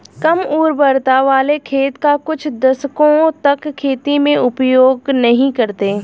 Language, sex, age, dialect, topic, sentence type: Hindi, male, 36-40, Hindustani Malvi Khadi Boli, agriculture, statement